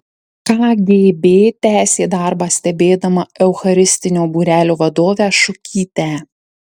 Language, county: Lithuanian, Marijampolė